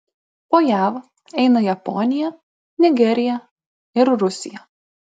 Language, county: Lithuanian, Klaipėda